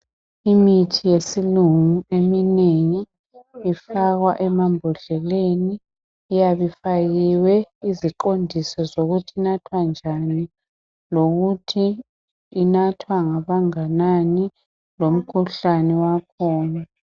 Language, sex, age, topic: North Ndebele, male, 50+, health